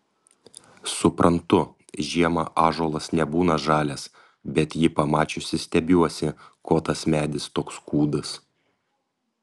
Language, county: Lithuanian, Panevėžys